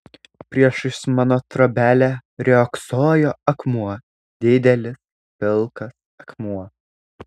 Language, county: Lithuanian, Alytus